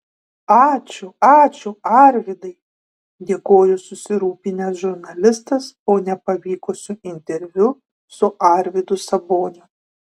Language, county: Lithuanian, Kaunas